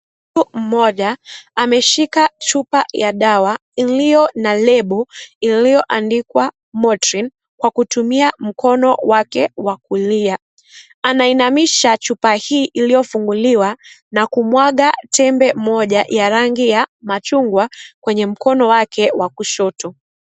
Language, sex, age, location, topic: Swahili, female, 18-24, Kisii, health